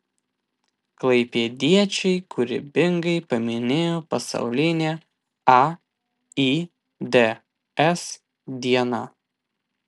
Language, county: Lithuanian, Vilnius